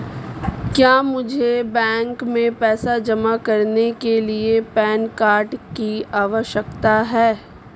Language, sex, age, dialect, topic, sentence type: Hindi, female, 25-30, Marwari Dhudhari, banking, question